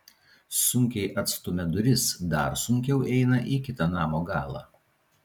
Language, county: Lithuanian, Vilnius